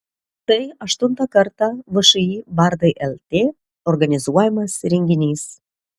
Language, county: Lithuanian, Telšiai